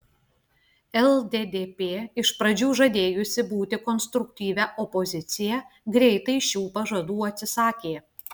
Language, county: Lithuanian, Klaipėda